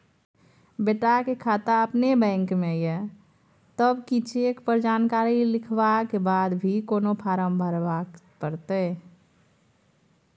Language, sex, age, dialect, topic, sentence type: Maithili, female, 31-35, Bajjika, banking, question